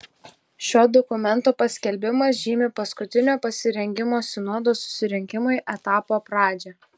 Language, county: Lithuanian, Telšiai